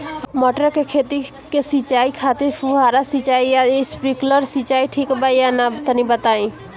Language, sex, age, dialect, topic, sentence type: Bhojpuri, female, 18-24, Northern, agriculture, question